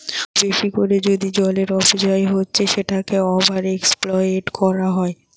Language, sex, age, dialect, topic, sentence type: Bengali, female, 18-24, Western, agriculture, statement